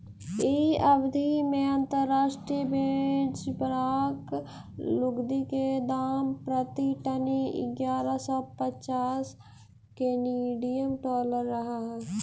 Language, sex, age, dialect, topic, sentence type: Magahi, female, 18-24, Central/Standard, banking, statement